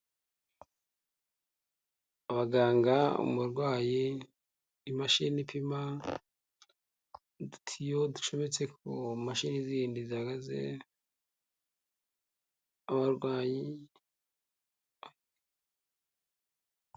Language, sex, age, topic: Kinyarwanda, male, 18-24, health